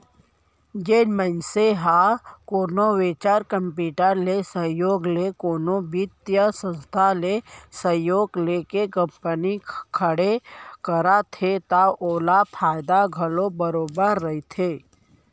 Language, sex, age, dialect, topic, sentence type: Chhattisgarhi, female, 18-24, Central, banking, statement